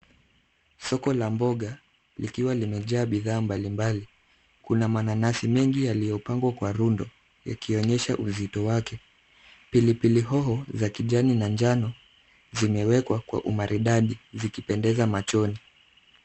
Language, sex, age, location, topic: Swahili, male, 50+, Nairobi, finance